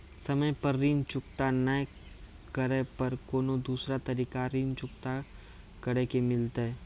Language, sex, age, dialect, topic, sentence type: Maithili, male, 18-24, Angika, banking, question